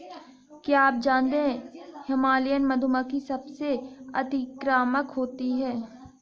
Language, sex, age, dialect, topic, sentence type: Hindi, female, 56-60, Hindustani Malvi Khadi Boli, agriculture, statement